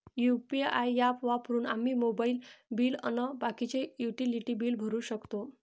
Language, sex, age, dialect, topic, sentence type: Marathi, female, 25-30, Varhadi, banking, statement